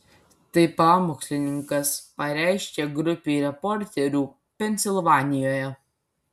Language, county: Lithuanian, Kaunas